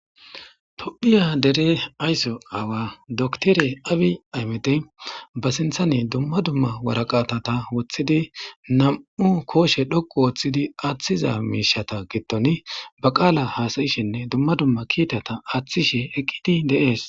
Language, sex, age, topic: Gamo, female, 18-24, government